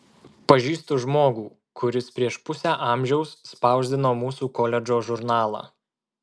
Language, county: Lithuanian, Marijampolė